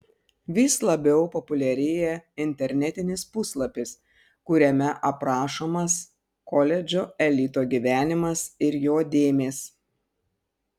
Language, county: Lithuanian, Panevėžys